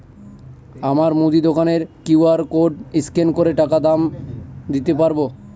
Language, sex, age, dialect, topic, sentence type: Bengali, male, 18-24, Northern/Varendri, banking, question